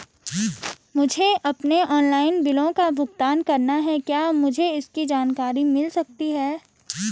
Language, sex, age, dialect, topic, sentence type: Hindi, female, 36-40, Garhwali, banking, question